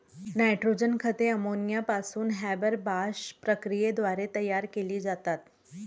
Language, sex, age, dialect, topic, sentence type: Marathi, male, 31-35, Varhadi, agriculture, statement